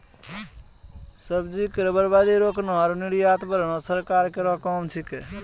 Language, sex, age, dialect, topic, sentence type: Maithili, male, 25-30, Angika, agriculture, statement